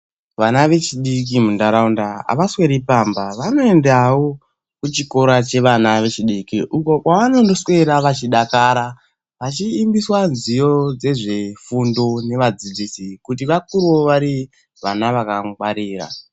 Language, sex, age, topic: Ndau, male, 18-24, education